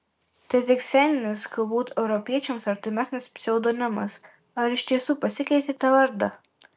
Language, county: Lithuanian, Marijampolė